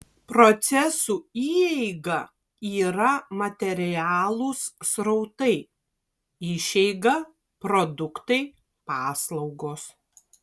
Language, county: Lithuanian, Kaunas